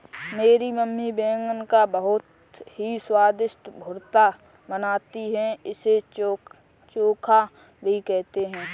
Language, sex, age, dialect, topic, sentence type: Hindi, female, 18-24, Kanauji Braj Bhasha, agriculture, statement